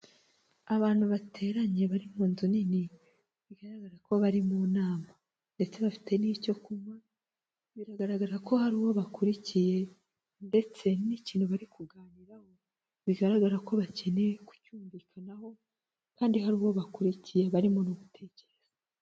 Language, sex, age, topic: Kinyarwanda, female, 18-24, government